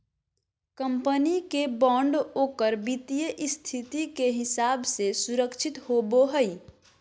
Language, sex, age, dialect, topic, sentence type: Magahi, female, 41-45, Southern, banking, statement